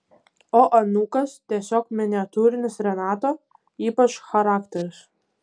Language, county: Lithuanian, Kaunas